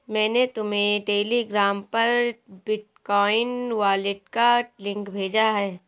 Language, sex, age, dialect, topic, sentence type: Hindi, female, 18-24, Marwari Dhudhari, banking, statement